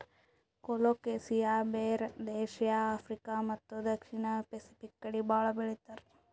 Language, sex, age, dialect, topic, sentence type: Kannada, female, 41-45, Northeastern, agriculture, statement